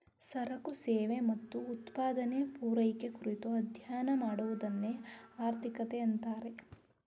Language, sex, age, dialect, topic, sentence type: Kannada, male, 31-35, Mysore Kannada, banking, statement